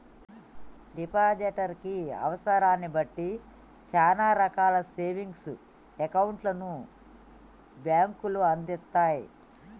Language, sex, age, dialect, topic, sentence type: Telugu, female, 31-35, Telangana, banking, statement